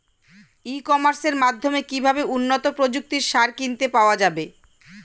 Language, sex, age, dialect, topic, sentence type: Bengali, female, 41-45, Standard Colloquial, agriculture, question